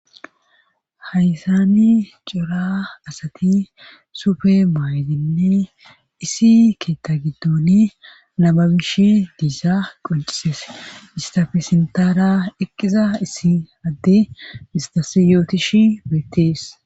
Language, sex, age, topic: Gamo, female, 18-24, government